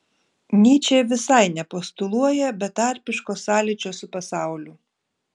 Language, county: Lithuanian, Šiauliai